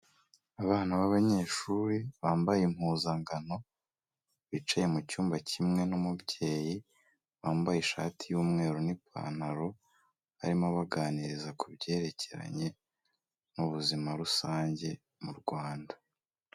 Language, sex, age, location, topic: Kinyarwanda, male, 25-35, Kigali, health